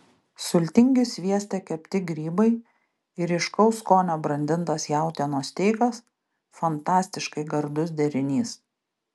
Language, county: Lithuanian, Kaunas